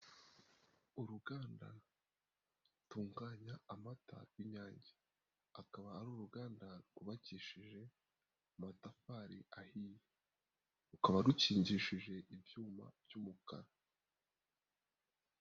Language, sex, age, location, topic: Kinyarwanda, male, 18-24, Nyagatare, government